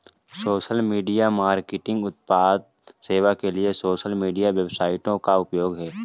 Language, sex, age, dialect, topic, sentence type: Hindi, male, 18-24, Marwari Dhudhari, banking, statement